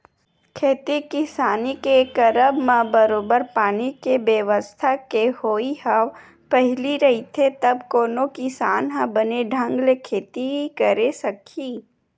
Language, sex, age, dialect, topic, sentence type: Chhattisgarhi, female, 31-35, Western/Budati/Khatahi, agriculture, statement